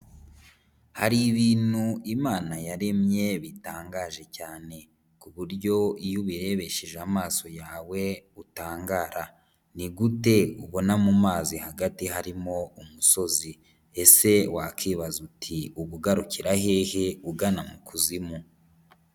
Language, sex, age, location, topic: Kinyarwanda, female, 18-24, Nyagatare, agriculture